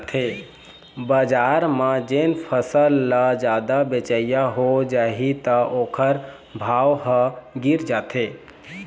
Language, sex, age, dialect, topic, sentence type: Chhattisgarhi, male, 25-30, Eastern, agriculture, statement